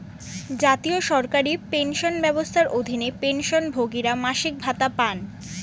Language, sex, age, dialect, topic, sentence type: Bengali, female, 18-24, Standard Colloquial, banking, statement